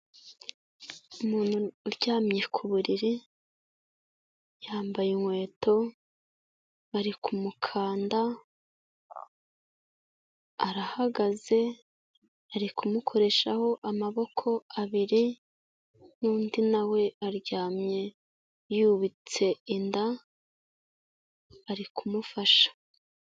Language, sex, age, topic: Kinyarwanda, female, 25-35, health